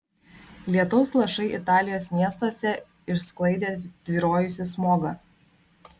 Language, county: Lithuanian, Vilnius